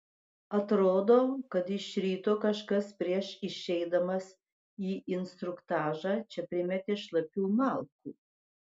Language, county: Lithuanian, Klaipėda